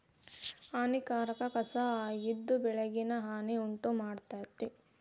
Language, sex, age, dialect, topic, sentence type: Kannada, female, 18-24, Dharwad Kannada, agriculture, statement